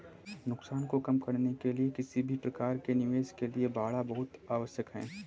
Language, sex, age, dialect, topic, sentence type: Hindi, male, 18-24, Kanauji Braj Bhasha, banking, statement